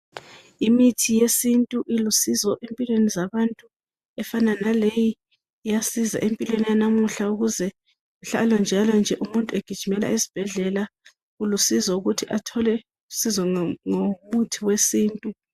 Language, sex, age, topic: North Ndebele, female, 25-35, health